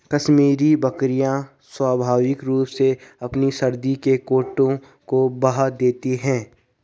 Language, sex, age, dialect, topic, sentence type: Hindi, male, 18-24, Garhwali, agriculture, statement